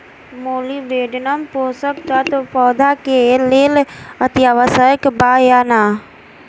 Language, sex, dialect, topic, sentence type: Bhojpuri, female, Southern / Standard, agriculture, question